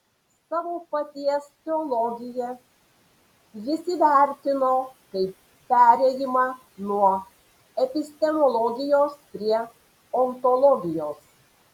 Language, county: Lithuanian, Panevėžys